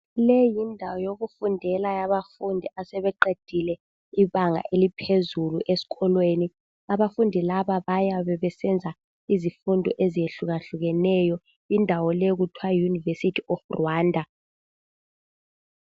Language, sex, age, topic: North Ndebele, female, 18-24, education